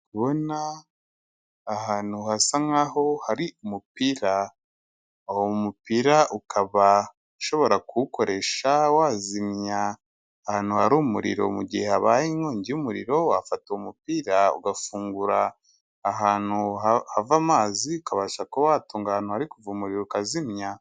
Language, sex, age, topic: Kinyarwanda, male, 25-35, government